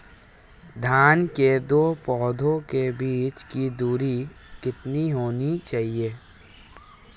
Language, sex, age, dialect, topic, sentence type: Hindi, male, 18-24, Marwari Dhudhari, agriculture, question